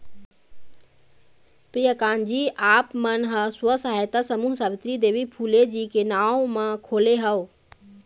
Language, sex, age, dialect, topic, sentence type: Chhattisgarhi, female, 18-24, Eastern, banking, statement